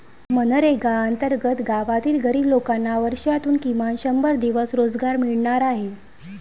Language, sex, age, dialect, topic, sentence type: Marathi, female, 25-30, Varhadi, banking, statement